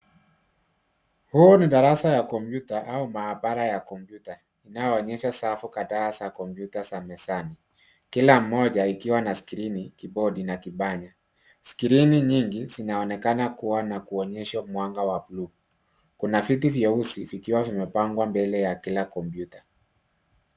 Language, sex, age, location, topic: Swahili, male, 50+, Nairobi, education